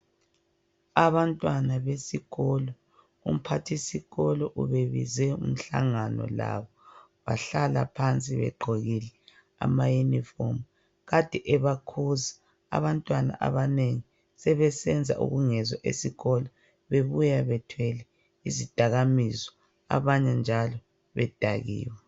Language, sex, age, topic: North Ndebele, male, 36-49, education